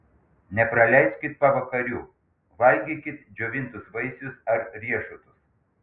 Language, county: Lithuanian, Panevėžys